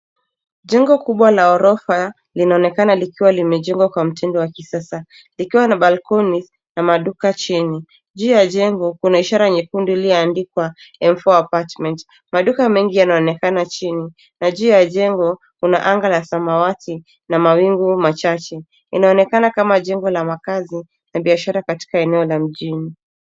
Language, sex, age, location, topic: Swahili, female, 18-24, Nairobi, finance